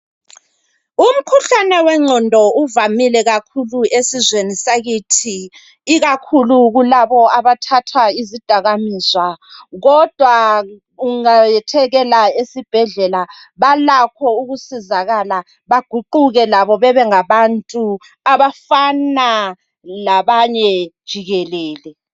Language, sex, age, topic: North Ndebele, female, 36-49, health